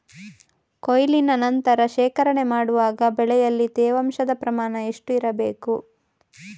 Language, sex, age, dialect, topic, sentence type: Kannada, female, 31-35, Coastal/Dakshin, agriculture, question